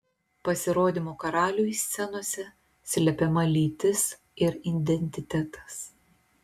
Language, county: Lithuanian, Telšiai